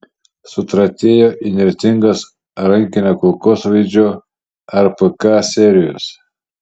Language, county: Lithuanian, Šiauliai